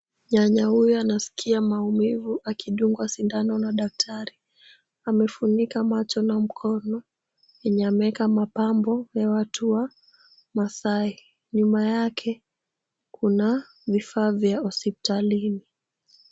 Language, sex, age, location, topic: Swahili, female, 18-24, Kisumu, health